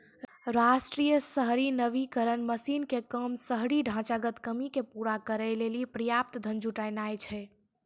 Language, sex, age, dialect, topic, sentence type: Maithili, male, 18-24, Angika, banking, statement